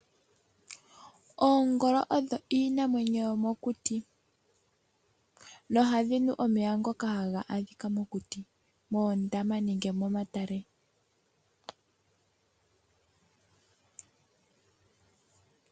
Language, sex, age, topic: Oshiwambo, female, 18-24, agriculture